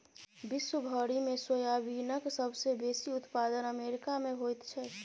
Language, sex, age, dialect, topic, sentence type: Maithili, female, 31-35, Bajjika, agriculture, statement